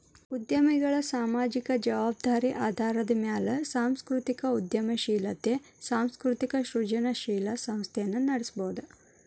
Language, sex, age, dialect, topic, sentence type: Kannada, female, 25-30, Dharwad Kannada, banking, statement